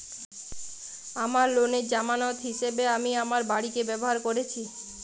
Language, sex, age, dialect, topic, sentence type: Bengali, female, 25-30, Jharkhandi, banking, statement